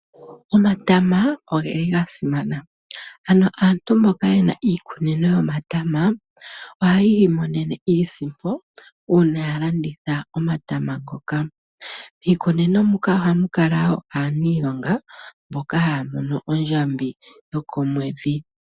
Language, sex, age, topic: Oshiwambo, female, 25-35, agriculture